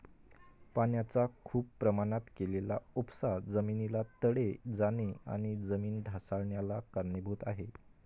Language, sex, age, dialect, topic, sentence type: Marathi, male, 25-30, Northern Konkan, agriculture, statement